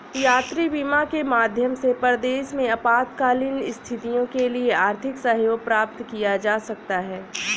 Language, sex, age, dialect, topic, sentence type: Hindi, female, 25-30, Awadhi Bundeli, banking, statement